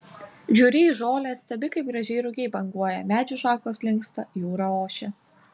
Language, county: Lithuanian, Utena